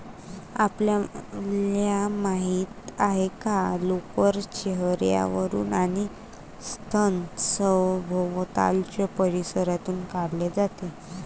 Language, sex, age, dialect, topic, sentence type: Marathi, female, 25-30, Varhadi, agriculture, statement